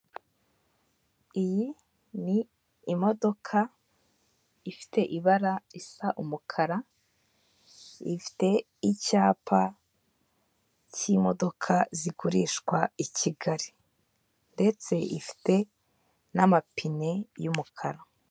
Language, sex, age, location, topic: Kinyarwanda, female, 18-24, Kigali, finance